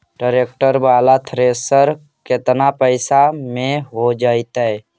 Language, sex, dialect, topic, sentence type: Magahi, male, Central/Standard, agriculture, question